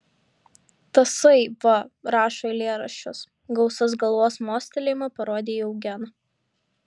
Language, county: Lithuanian, Šiauliai